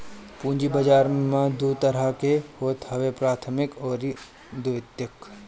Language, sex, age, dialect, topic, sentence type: Bhojpuri, male, 25-30, Northern, banking, statement